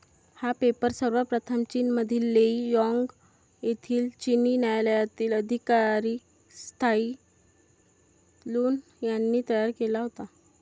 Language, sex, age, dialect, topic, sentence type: Marathi, female, 25-30, Varhadi, agriculture, statement